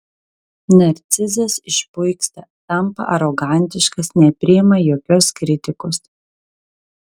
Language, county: Lithuanian, Telšiai